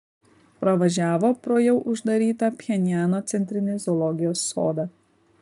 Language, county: Lithuanian, Kaunas